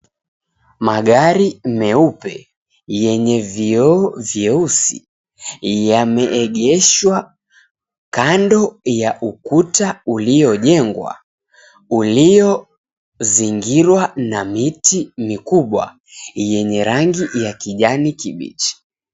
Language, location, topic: Swahili, Mombasa, government